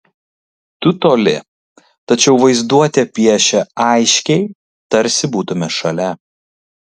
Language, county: Lithuanian, Kaunas